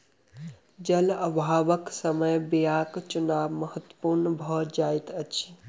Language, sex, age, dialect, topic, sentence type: Maithili, male, 18-24, Southern/Standard, agriculture, statement